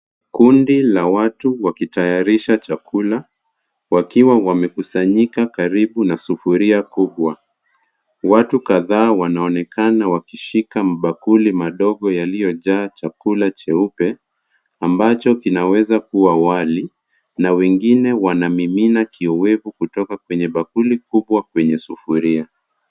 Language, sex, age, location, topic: Swahili, male, 50+, Kisumu, agriculture